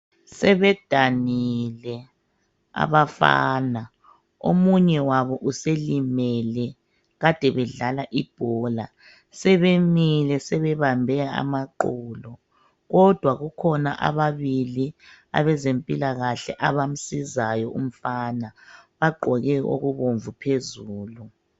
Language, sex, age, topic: North Ndebele, male, 36-49, health